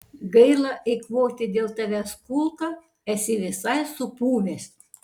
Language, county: Lithuanian, Panevėžys